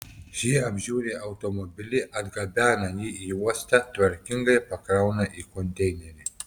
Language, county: Lithuanian, Telšiai